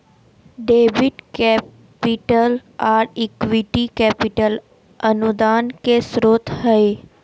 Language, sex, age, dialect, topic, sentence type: Magahi, female, 18-24, Southern, banking, statement